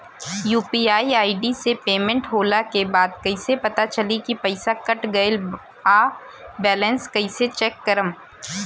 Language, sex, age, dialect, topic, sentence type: Bhojpuri, female, 18-24, Southern / Standard, banking, question